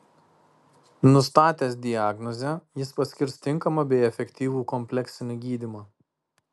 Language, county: Lithuanian, Kaunas